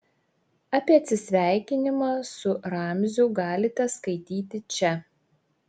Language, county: Lithuanian, Šiauliai